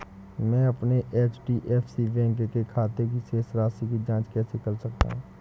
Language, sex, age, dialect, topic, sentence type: Hindi, male, 18-24, Awadhi Bundeli, banking, question